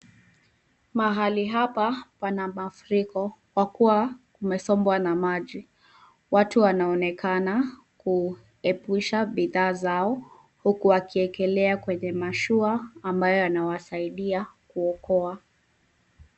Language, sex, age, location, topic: Swahili, female, 18-24, Nairobi, health